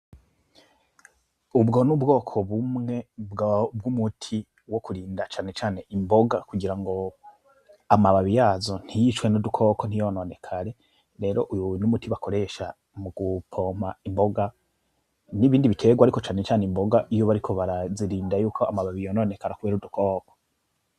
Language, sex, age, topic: Rundi, male, 25-35, agriculture